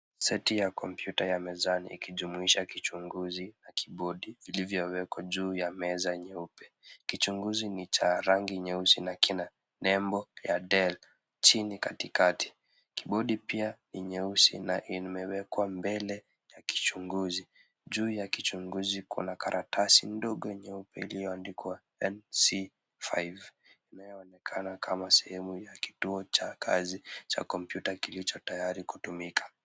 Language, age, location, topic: Swahili, 36-49, Kisumu, education